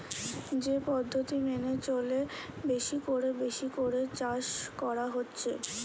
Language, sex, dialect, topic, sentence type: Bengali, female, Western, agriculture, statement